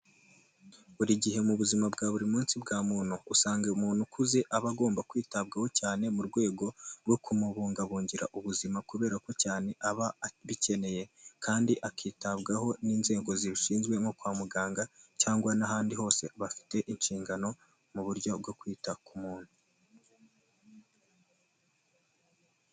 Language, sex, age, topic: Kinyarwanda, male, 18-24, health